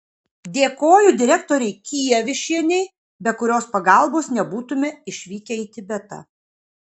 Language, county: Lithuanian, Kaunas